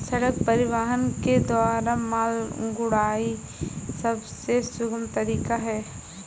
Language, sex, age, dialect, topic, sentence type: Hindi, female, 18-24, Awadhi Bundeli, banking, statement